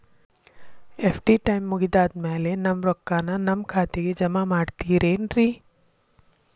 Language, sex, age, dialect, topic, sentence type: Kannada, female, 51-55, Dharwad Kannada, banking, question